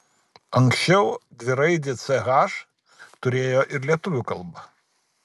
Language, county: Lithuanian, Kaunas